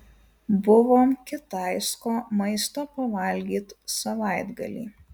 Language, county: Lithuanian, Alytus